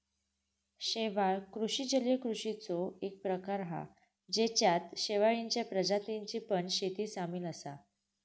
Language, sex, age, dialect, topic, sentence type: Marathi, female, 18-24, Southern Konkan, agriculture, statement